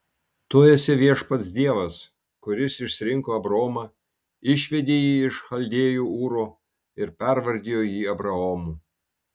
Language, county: Lithuanian, Kaunas